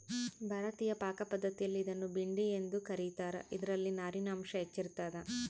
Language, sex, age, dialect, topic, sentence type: Kannada, female, 25-30, Central, agriculture, statement